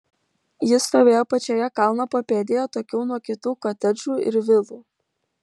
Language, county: Lithuanian, Utena